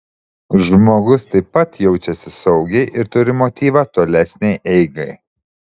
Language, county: Lithuanian, Šiauliai